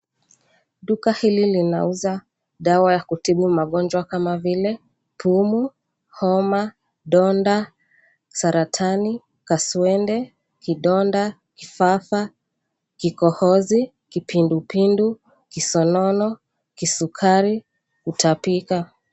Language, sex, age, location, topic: Swahili, female, 25-35, Mombasa, health